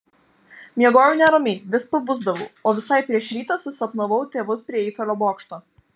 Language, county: Lithuanian, Vilnius